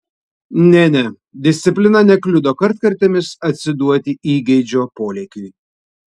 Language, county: Lithuanian, Vilnius